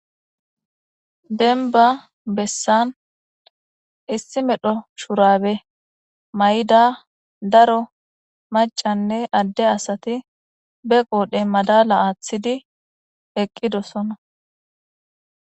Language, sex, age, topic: Gamo, female, 18-24, government